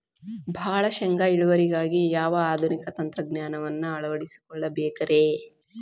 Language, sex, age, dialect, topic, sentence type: Kannada, female, 25-30, Dharwad Kannada, agriculture, question